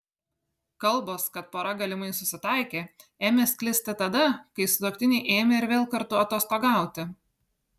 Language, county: Lithuanian, Kaunas